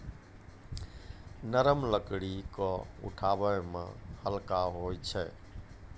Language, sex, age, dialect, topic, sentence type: Maithili, male, 51-55, Angika, agriculture, statement